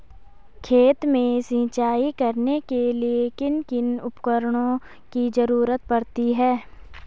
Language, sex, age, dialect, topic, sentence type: Hindi, female, 18-24, Garhwali, agriculture, question